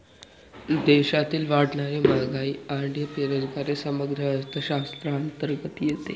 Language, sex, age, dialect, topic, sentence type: Marathi, male, 18-24, Northern Konkan, banking, statement